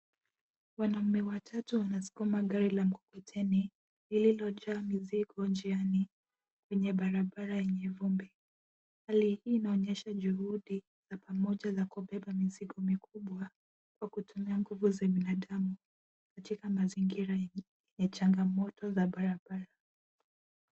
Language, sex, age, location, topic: Swahili, female, 18-24, Nairobi, government